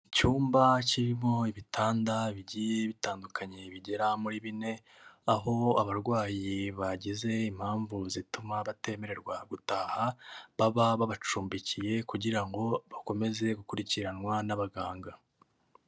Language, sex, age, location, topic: Kinyarwanda, male, 18-24, Kigali, health